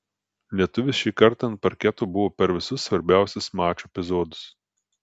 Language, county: Lithuanian, Telšiai